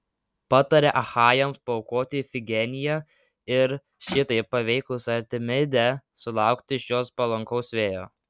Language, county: Lithuanian, Vilnius